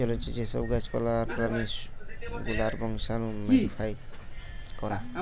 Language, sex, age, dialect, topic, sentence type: Bengali, male, 18-24, Western, agriculture, statement